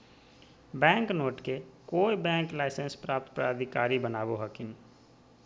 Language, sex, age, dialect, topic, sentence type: Magahi, male, 36-40, Southern, banking, statement